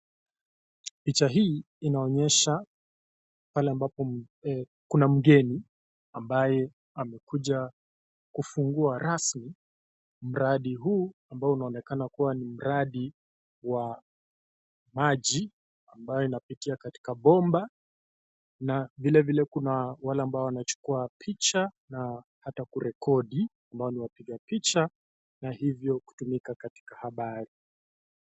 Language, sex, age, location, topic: Swahili, male, 25-35, Kisii, health